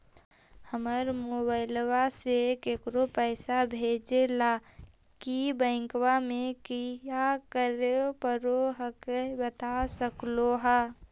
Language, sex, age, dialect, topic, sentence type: Magahi, female, 18-24, Central/Standard, banking, question